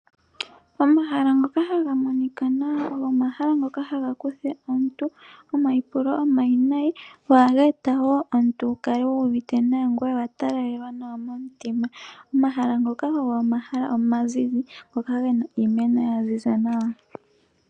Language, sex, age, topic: Oshiwambo, female, 18-24, agriculture